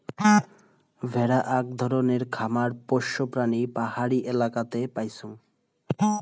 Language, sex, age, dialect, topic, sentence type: Bengali, male, 18-24, Rajbangshi, agriculture, statement